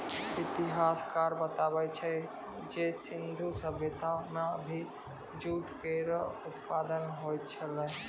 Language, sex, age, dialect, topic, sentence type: Maithili, male, 18-24, Angika, agriculture, statement